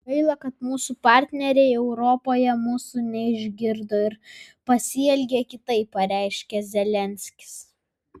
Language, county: Lithuanian, Vilnius